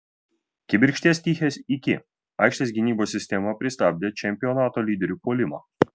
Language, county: Lithuanian, Vilnius